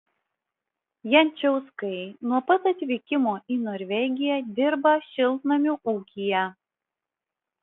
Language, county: Lithuanian, Vilnius